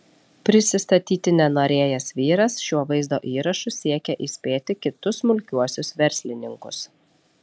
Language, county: Lithuanian, Alytus